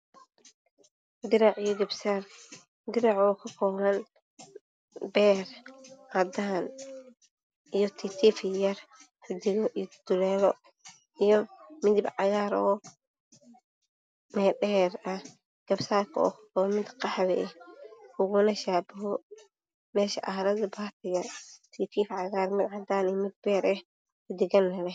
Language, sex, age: Somali, female, 18-24